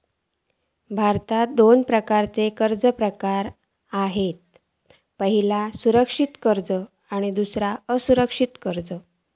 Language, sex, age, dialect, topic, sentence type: Marathi, female, 41-45, Southern Konkan, banking, statement